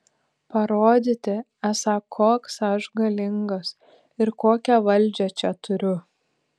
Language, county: Lithuanian, Panevėžys